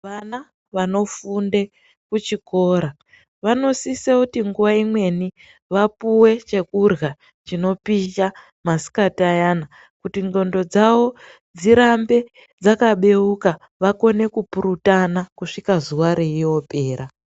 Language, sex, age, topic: Ndau, male, 18-24, education